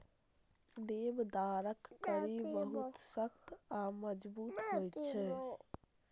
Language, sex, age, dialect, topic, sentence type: Maithili, male, 31-35, Eastern / Thethi, agriculture, statement